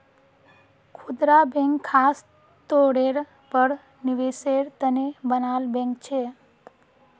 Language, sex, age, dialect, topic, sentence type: Magahi, female, 25-30, Northeastern/Surjapuri, banking, statement